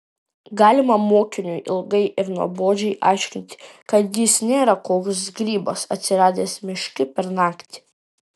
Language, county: Lithuanian, Vilnius